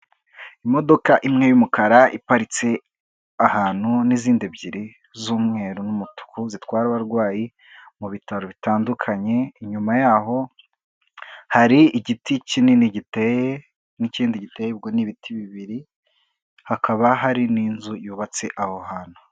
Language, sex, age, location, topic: Kinyarwanda, female, 25-35, Kigali, government